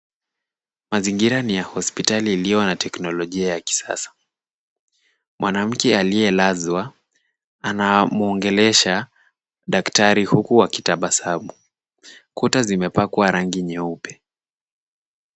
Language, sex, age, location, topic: Swahili, male, 18-24, Kisumu, health